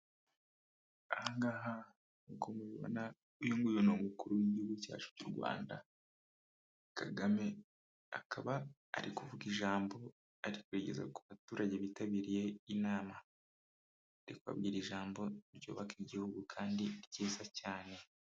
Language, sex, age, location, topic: Kinyarwanda, male, 25-35, Kigali, government